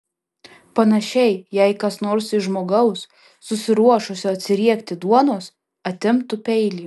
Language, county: Lithuanian, Alytus